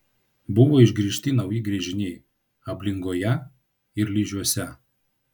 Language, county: Lithuanian, Vilnius